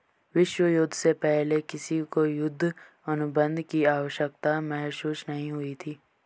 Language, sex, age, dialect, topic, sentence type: Hindi, female, 18-24, Garhwali, banking, statement